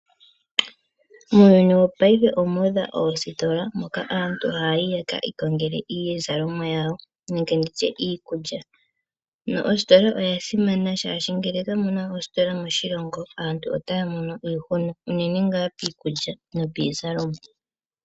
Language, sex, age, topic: Oshiwambo, female, 25-35, finance